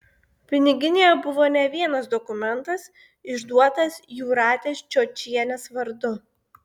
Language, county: Lithuanian, Klaipėda